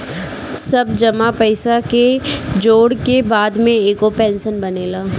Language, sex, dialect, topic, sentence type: Bhojpuri, female, Northern, banking, statement